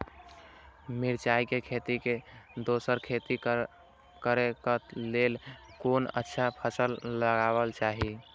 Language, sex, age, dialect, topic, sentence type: Maithili, male, 18-24, Eastern / Thethi, agriculture, question